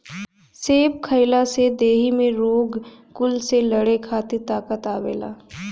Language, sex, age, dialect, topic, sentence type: Bhojpuri, female, 18-24, Northern, agriculture, statement